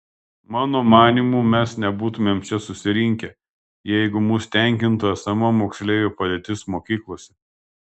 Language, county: Lithuanian, Klaipėda